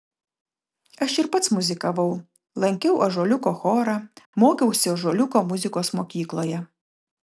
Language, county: Lithuanian, Kaunas